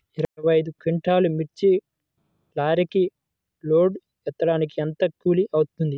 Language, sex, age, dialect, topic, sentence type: Telugu, male, 18-24, Central/Coastal, agriculture, question